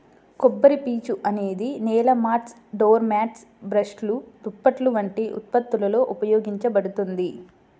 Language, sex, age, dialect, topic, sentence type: Telugu, female, 25-30, Central/Coastal, agriculture, statement